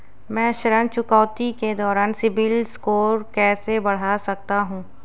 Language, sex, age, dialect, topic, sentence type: Hindi, female, 18-24, Marwari Dhudhari, banking, question